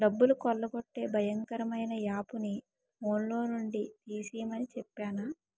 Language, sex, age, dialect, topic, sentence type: Telugu, female, 25-30, Utterandhra, banking, statement